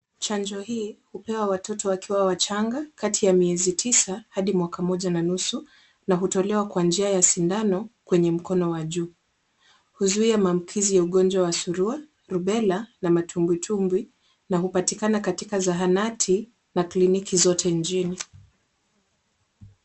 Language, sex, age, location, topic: Swahili, female, 18-24, Kisumu, health